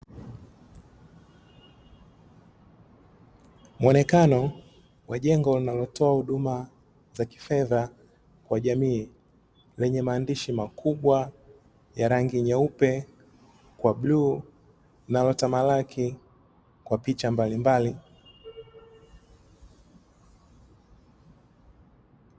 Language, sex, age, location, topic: Swahili, male, 25-35, Dar es Salaam, finance